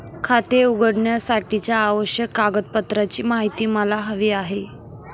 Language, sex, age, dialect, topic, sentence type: Marathi, female, 18-24, Northern Konkan, banking, question